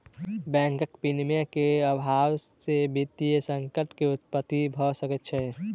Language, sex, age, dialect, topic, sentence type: Maithili, male, 18-24, Southern/Standard, banking, statement